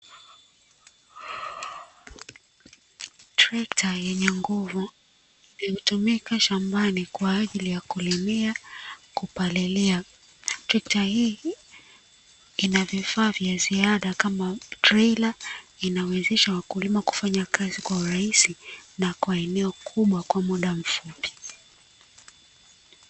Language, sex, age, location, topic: Swahili, female, 25-35, Dar es Salaam, agriculture